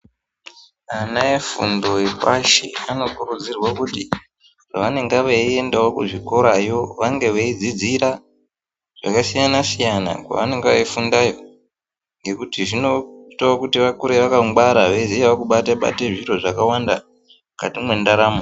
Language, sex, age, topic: Ndau, male, 18-24, education